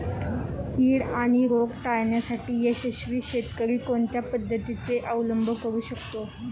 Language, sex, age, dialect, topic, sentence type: Marathi, female, 18-24, Standard Marathi, agriculture, question